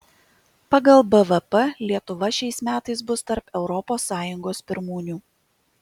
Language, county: Lithuanian, Kaunas